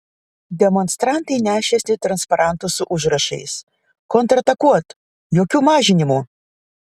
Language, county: Lithuanian, Vilnius